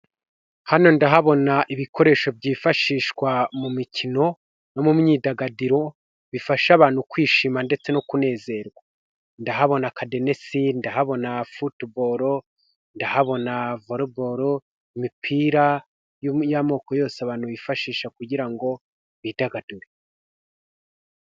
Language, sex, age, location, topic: Kinyarwanda, male, 25-35, Huye, health